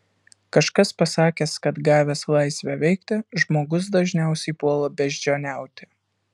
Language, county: Lithuanian, Alytus